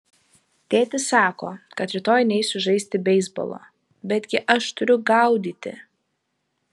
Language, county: Lithuanian, Vilnius